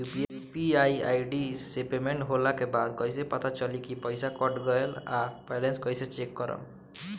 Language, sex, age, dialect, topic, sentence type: Bhojpuri, male, 18-24, Southern / Standard, banking, question